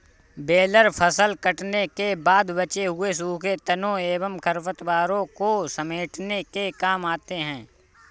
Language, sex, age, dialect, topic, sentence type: Hindi, male, 36-40, Awadhi Bundeli, agriculture, statement